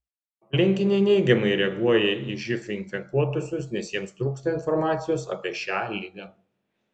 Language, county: Lithuanian, Vilnius